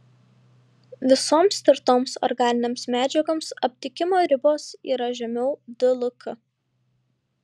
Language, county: Lithuanian, Šiauliai